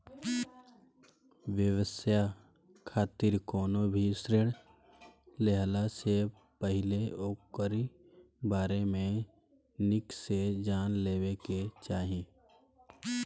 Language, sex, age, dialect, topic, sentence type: Bhojpuri, male, 18-24, Northern, banking, statement